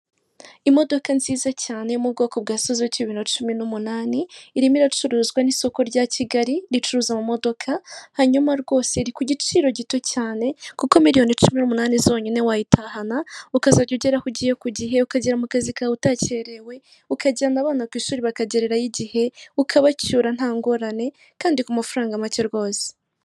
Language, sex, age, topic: Kinyarwanda, female, 36-49, finance